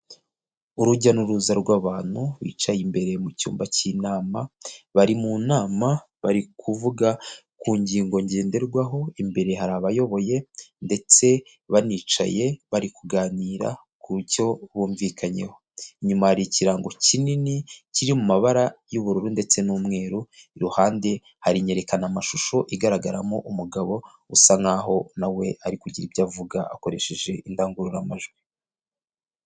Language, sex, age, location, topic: Kinyarwanda, male, 25-35, Kigali, health